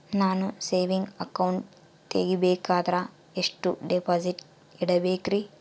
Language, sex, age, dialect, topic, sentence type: Kannada, female, 18-24, Central, banking, question